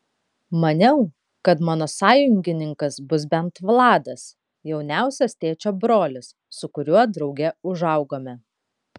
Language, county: Lithuanian, Kaunas